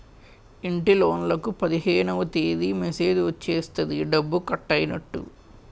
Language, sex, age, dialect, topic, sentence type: Telugu, male, 18-24, Utterandhra, banking, statement